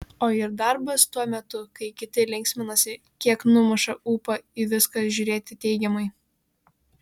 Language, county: Lithuanian, Šiauliai